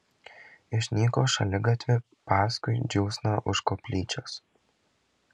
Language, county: Lithuanian, Marijampolė